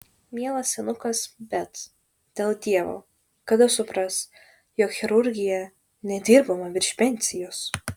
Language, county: Lithuanian, Šiauliai